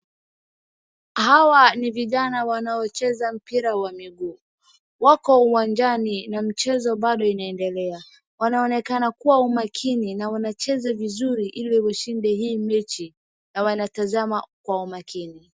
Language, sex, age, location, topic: Swahili, female, 18-24, Wajir, government